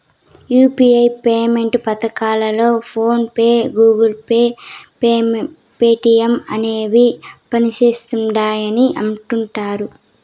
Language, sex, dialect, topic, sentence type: Telugu, female, Southern, banking, statement